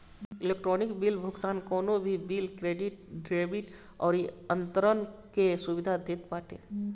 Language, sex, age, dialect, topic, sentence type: Bhojpuri, male, 25-30, Northern, banking, statement